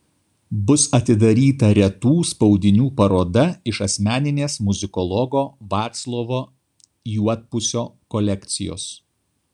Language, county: Lithuanian, Kaunas